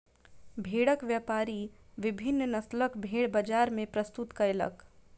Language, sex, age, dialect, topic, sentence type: Maithili, female, 25-30, Southern/Standard, agriculture, statement